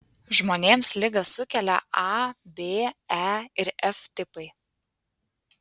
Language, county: Lithuanian, Panevėžys